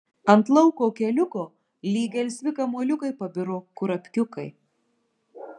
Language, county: Lithuanian, Marijampolė